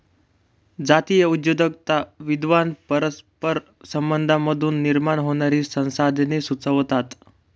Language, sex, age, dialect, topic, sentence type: Marathi, male, 18-24, Northern Konkan, banking, statement